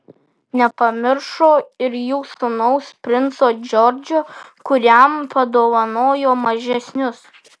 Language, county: Lithuanian, Kaunas